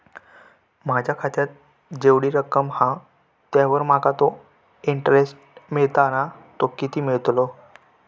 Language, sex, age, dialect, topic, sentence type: Marathi, male, 18-24, Southern Konkan, banking, question